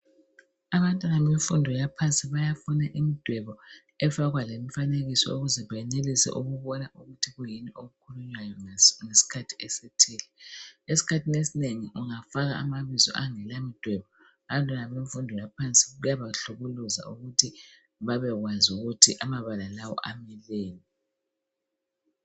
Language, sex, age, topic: North Ndebele, female, 25-35, education